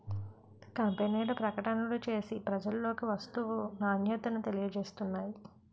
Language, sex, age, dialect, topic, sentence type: Telugu, female, 51-55, Utterandhra, banking, statement